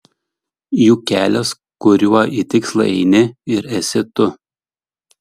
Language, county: Lithuanian, Šiauliai